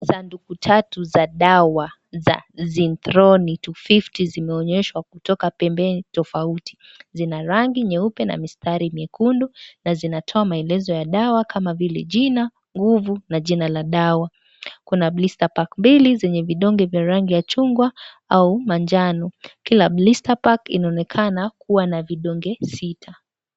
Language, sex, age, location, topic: Swahili, female, 18-24, Kisii, health